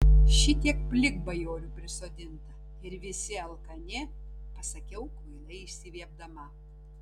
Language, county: Lithuanian, Tauragė